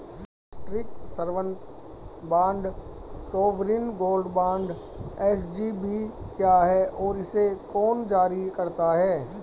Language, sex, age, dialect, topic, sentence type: Hindi, female, 25-30, Hindustani Malvi Khadi Boli, banking, question